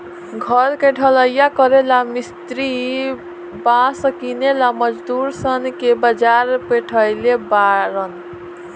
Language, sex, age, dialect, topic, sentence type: Bhojpuri, female, 18-24, Southern / Standard, agriculture, statement